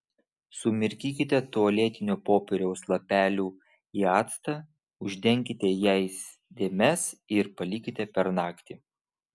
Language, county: Lithuanian, Vilnius